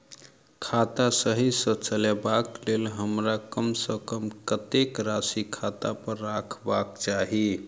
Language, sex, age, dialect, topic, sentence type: Maithili, male, 31-35, Southern/Standard, banking, question